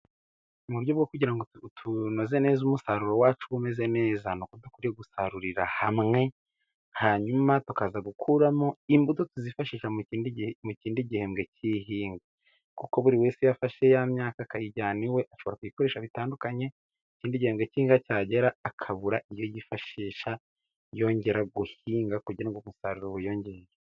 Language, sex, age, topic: Kinyarwanda, male, 18-24, agriculture